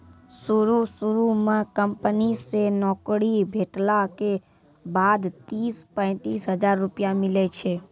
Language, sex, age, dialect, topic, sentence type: Maithili, female, 31-35, Angika, banking, statement